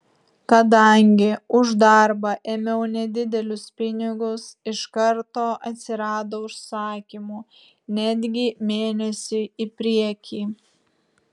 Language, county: Lithuanian, Vilnius